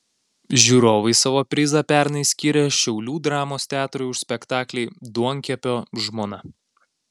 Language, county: Lithuanian, Alytus